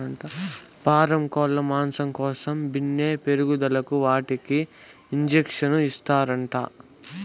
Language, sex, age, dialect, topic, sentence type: Telugu, male, 18-24, Southern, agriculture, statement